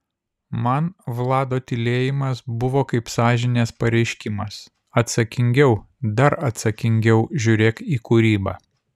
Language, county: Lithuanian, Vilnius